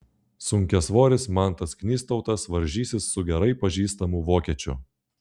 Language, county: Lithuanian, Klaipėda